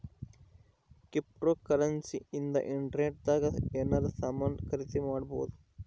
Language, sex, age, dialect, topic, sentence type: Kannada, male, 25-30, Central, banking, statement